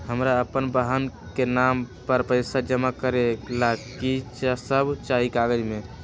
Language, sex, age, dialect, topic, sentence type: Magahi, male, 18-24, Western, banking, question